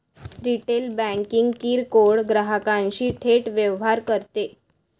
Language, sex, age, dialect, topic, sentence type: Marathi, female, 18-24, Varhadi, banking, statement